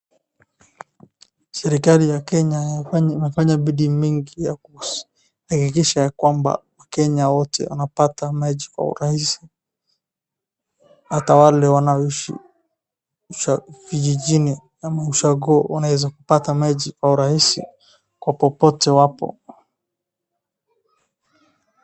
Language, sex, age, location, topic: Swahili, male, 25-35, Wajir, health